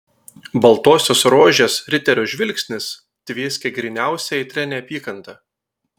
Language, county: Lithuanian, Telšiai